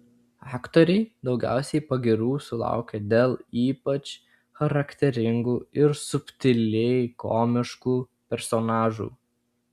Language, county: Lithuanian, Klaipėda